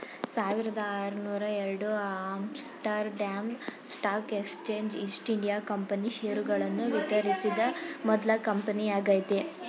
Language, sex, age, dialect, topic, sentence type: Kannada, female, 18-24, Mysore Kannada, banking, statement